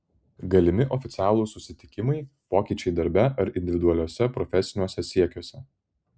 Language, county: Lithuanian, Vilnius